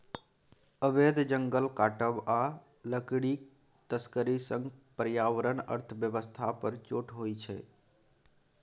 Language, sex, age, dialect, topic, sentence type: Maithili, male, 18-24, Bajjika, agriculture, statement